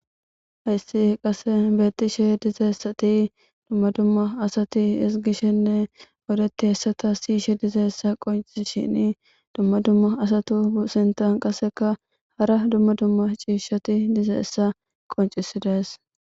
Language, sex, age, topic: Gamo, female, 18-24, government